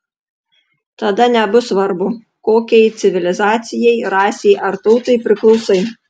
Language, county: Lithuanian, Panevėžys